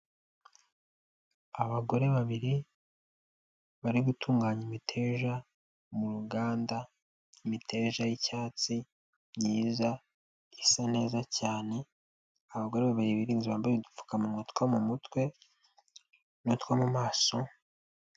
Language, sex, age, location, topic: Kinyarwanda, male, 18-24, Nyagatare, agriculture